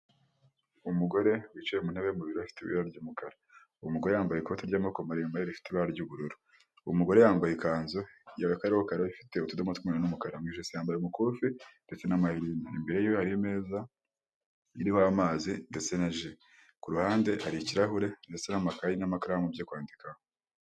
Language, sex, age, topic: Kinyarwanda, female, 18-24, government